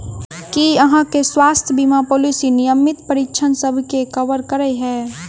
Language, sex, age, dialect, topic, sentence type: Maithili, female, 18-24, Southern/Standard, banking, question